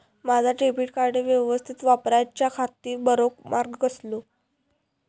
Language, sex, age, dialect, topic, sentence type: Marathi, female, 25-30, Southern Konkan, banking, question